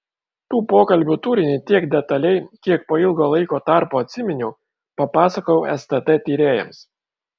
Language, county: Lithuanian, Kaunas